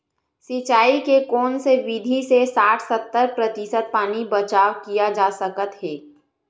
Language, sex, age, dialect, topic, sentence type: Chhattisgarhi, female, 18-24, Western/Budati/Khatahi, agriculture, question